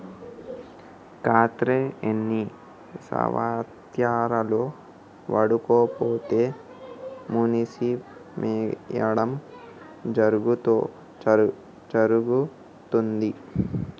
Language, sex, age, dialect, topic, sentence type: Telugu, male, 18-24, Telangana, banking, question